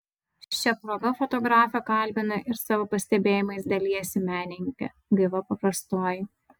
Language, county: Lithuanian, Vilnius